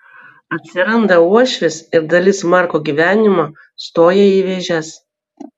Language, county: Lithuanian, Vilnius